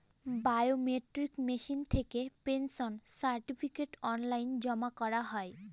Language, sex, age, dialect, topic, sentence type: Bengali, female, <18, Northern/Varendri, banking, statement